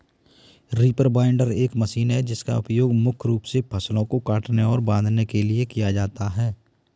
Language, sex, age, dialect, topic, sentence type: Hindi, male, 25-30, Kanauji Braj Bhasha, agriculture, statement